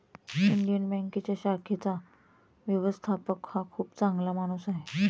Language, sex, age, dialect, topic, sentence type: Marathi, female, 31-35, Standard Marathi, banking, statement